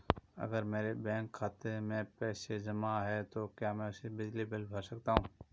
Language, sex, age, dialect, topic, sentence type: Hindi, male, 31-35, Marwari Dhudhari, banking, question